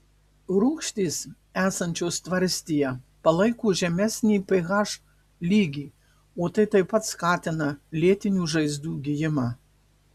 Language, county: Lithuanian, Marijampolė